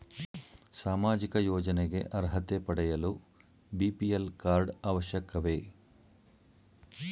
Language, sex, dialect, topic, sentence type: Kannada, male, Mysore Kannada, banking, question